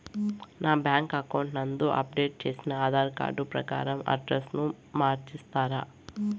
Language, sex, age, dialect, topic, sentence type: Telugu, female, 18-24, Southern, banking, question